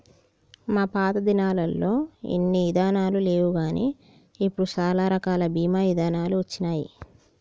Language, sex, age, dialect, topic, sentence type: Telugu, male, 46-50, Telangana, banking, statement